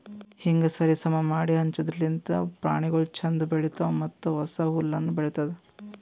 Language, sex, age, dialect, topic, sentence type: Kannada, male, 18-24, Northeastern, agriculture, statement